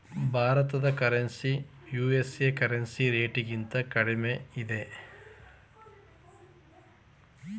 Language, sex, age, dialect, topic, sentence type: Kannada, male, 41-45, Mysore Kannada, banking, statement